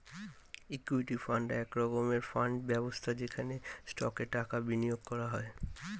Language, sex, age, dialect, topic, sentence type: Bengali, male, 25-30, Standard Colloquial, banking, statement